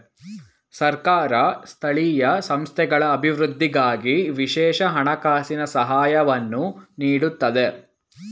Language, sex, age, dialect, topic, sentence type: Kannada, male, 18-24, Mysore Kannada, banking, statement